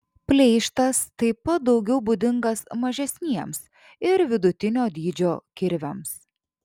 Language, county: Lithuanian, Šiauliai